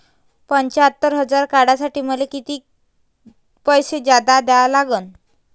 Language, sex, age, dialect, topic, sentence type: Marathi, female, 18-24, Varhadi, banking, question